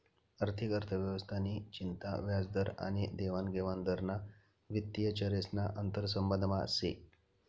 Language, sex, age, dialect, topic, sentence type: Marathi, male, 25-30, Northern Konkan, banking, statement